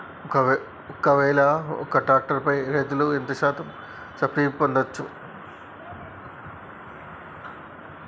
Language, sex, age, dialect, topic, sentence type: Telugu, male, 36-40, Telangana, agriculture, question